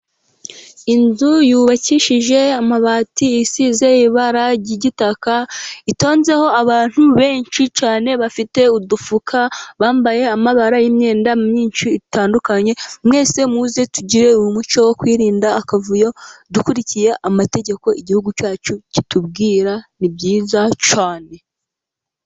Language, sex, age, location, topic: Kinyarwanda, female, 18-24, Musanze, government